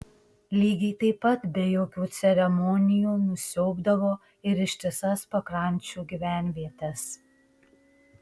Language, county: Lithuanian, Šiauliai